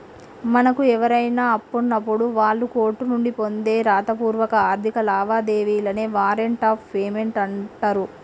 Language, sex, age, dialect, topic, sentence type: Telugu, female, 31-35, Telangana, banking, statement